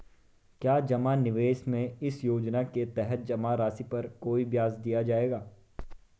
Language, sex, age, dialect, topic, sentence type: Hindi, male, 18-24, Marwari Dhudhari, banking, question